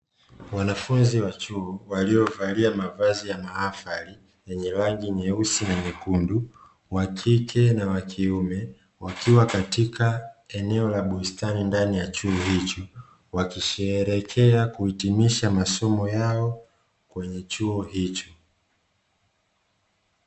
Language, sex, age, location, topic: Swahili, male, 25-35, Dar es Salaam, education